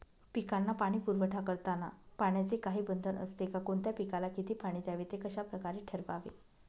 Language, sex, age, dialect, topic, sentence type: Marathi, female, 25-30, Northern Konkan, agriculture, question